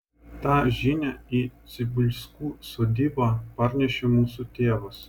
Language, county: Lithuanian, Vilnius